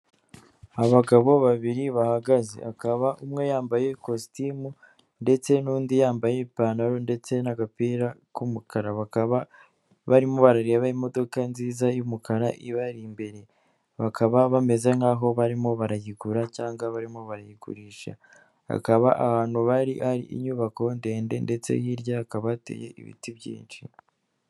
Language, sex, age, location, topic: Kinyarwanda, female, 18-24, Kigali, finance